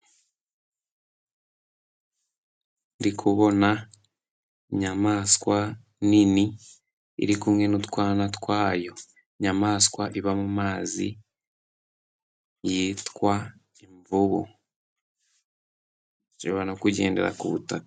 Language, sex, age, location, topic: Kinyarwanda, male, 18-24, Musanze, agriculture